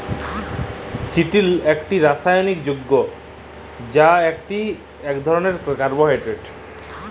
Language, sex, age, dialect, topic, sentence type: Bengali, male, 25-30, Jharkhandi, agriculture, statement